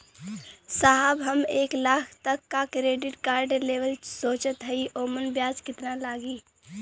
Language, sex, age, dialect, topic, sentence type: Bhojpuri, female, 25-30, Western, banking, question